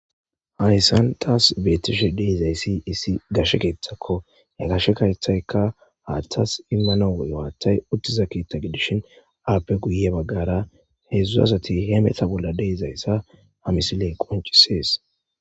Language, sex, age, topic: Gamo, male, 18-24, government